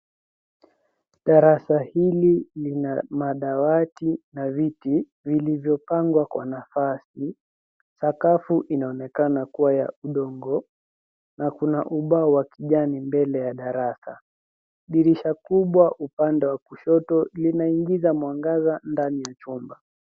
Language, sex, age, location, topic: Swahili, female, 18-24, Nairobi, education